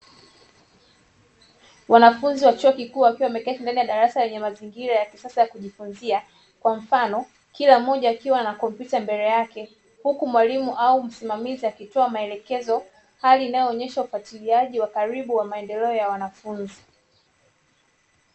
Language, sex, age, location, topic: Swahili, female, 25-35, Dar es Salaam, education